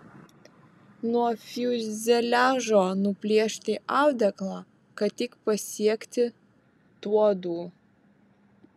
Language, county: Lithuanian, Vilnius